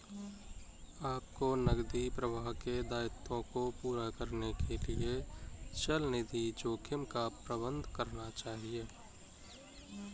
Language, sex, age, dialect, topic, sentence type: Hindi, male, 18-24, Kanauji Braj Bhasha, banking, statement